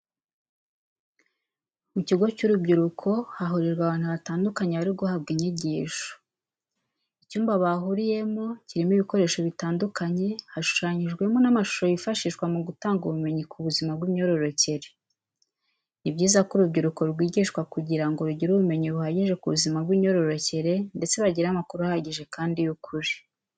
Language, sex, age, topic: Kinyarwanda, female, 36-49, education